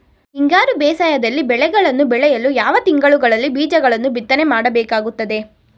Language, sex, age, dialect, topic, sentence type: Kannada, female, 18-24, Mysore Kannada, agriculture, question